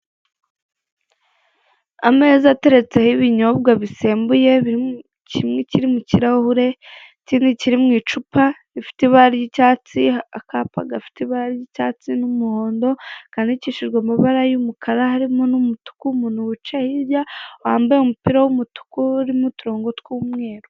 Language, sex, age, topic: Kinyarwanda, female, 18-24, finance